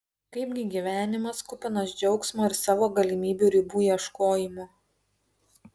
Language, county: Lithuanian, Vilnius